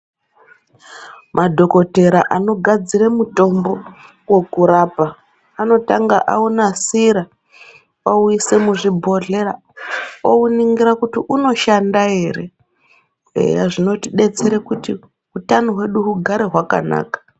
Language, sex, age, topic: Ndau, female, 36-49, health